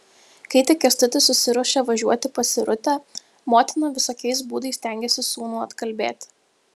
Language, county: Lithuanian, Vilnius